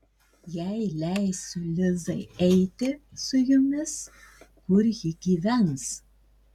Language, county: Lithuanian, Marijampolė